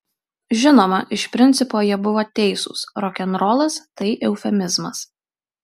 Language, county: Lithuanian, Marijampolė